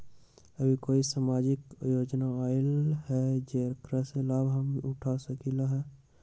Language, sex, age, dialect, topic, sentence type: Magahi, male, 60-100, Western, banking, question